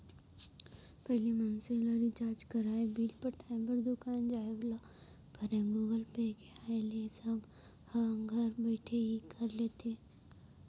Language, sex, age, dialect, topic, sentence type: Chhattisgarhi, female, 18-24, Central, banking, statement